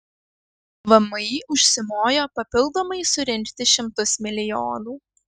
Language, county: Lithuanian, Kaunas